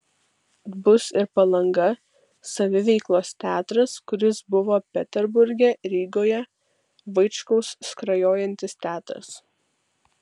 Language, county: Lithuanian, Vilnius